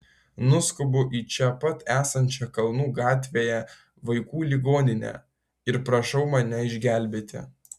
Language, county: Lithuanian, Vilnius